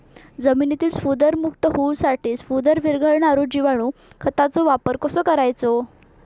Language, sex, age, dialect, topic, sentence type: Marathi, female, 18-24, Southern Konkan, agriculture, question